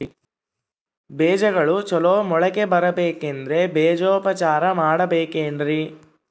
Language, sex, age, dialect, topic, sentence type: Kannada, male, 60-100, Central, agriculture, question